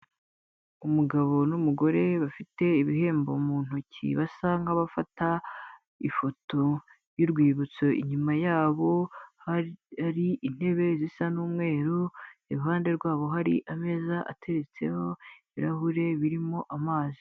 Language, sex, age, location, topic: Kinyarwanda, female, 18-24, Kigali, health